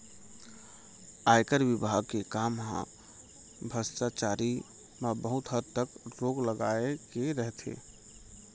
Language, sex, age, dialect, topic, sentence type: Chhattisgarhi, male, 25-30, Central, banking, statement